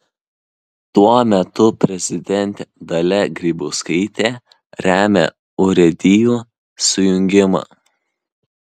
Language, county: Lithuanian, Kaunas